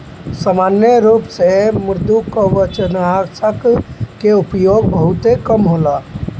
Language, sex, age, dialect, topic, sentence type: Bhojpuri, male, 31-35, Northern, agriculture, statement